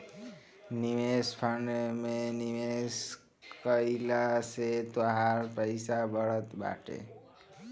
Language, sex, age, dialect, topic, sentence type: Bhojpuri, male, 18-24, Northern, banking, statement